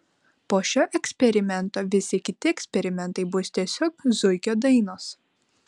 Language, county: Lithuanian, Vilnius